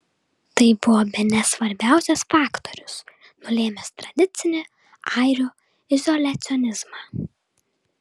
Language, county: Lithuanian, Vilnius